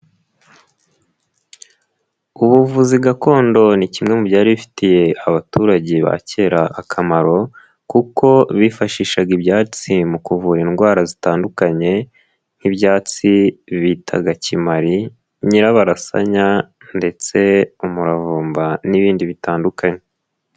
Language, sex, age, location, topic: Kinyarwanda, male, 18-24, Nyagatare, health